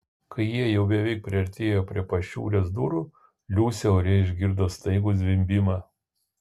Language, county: Lithuanian, Kaunas